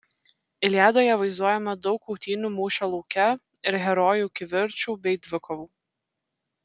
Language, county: Lithuanian, Telšiai